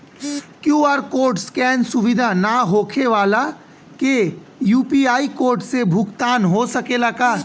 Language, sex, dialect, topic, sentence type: Bhojpuri, male, Southern / Standard, banking, question